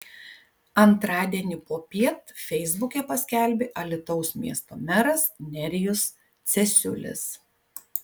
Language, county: Lithuanian, Kaunas